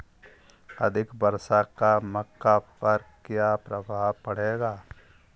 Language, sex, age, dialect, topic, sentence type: Hindi, male, 51-55, Kanauji Braj Bhasha, agriculture, question